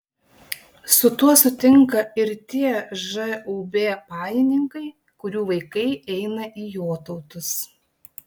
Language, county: Lithuanian, Klaipėda